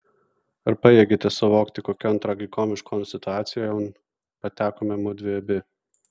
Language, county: Lithuanian, Vilnius